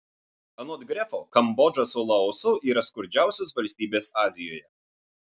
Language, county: Lithuanian, Vilnius